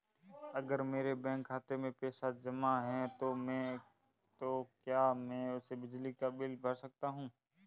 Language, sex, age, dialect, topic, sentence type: Hindi, male, 25-30, Marwari Dhudhari, banking, question